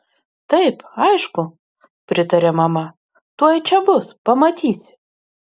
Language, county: Lithuanian, Utena